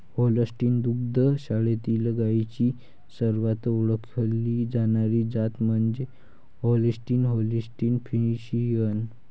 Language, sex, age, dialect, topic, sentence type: Marathi, male, 18-24, Varhadi, agriculture, statement